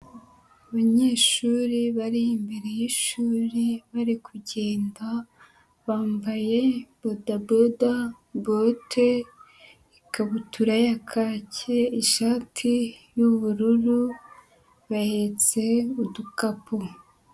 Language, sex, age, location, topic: Kinyarwanda, female, 25-35, Huye, education